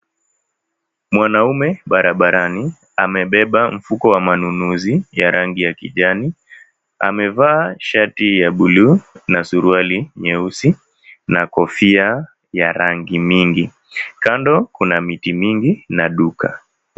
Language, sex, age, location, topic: Swahili, male, 18-24, Mombasa, agriculture